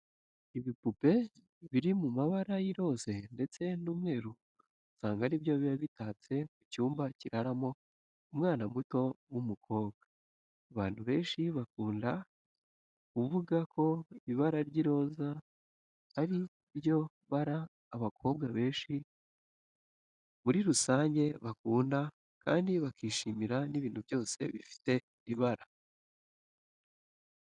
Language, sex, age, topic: Kinyarwanda, male, 18-24, education